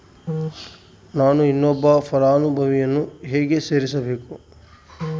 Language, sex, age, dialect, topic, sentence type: Kannada, male, 31-35, Central, banking, question